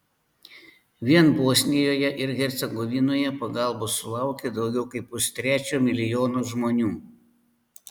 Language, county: Lithuanian, Panevėžys